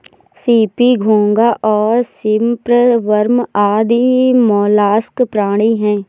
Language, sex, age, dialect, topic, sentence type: Hindi, female, 18-24, Awadhi Bundeli, agriculture, statement